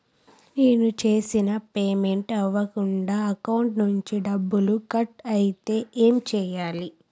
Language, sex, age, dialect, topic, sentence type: Telugu, female, 18-24, Telangana, banking, question